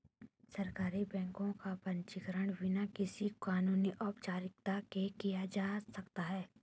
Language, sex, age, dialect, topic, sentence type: Hindi, female, 18-24, Hindustani Malvi Khadi Boli, banking, statement